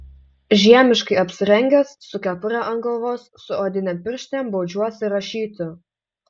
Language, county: Lithuanian, Utena